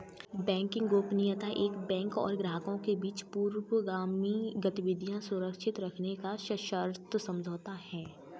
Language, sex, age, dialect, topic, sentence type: Hindi, female, 18-24, Kanauji Braj Bhasha, banking, statement